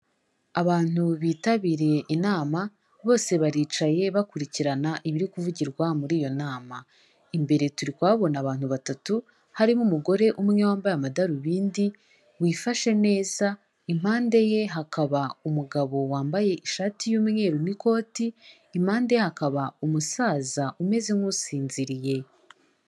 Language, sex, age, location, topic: Kinyarwanda, female, 18-24, Kigali, health